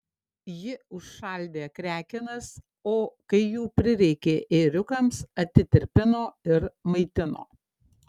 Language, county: Lithuanian, Klaipėda